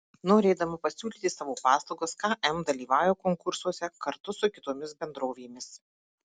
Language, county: Lithuanian, Marijampolė